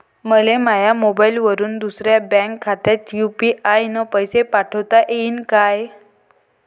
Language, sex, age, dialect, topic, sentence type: Marathi, female, 18-24, Varhadi, banking, question